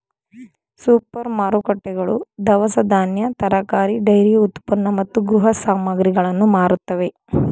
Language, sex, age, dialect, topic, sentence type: Kannada, female, 25-30, Mysore Kannada, agriculture, statement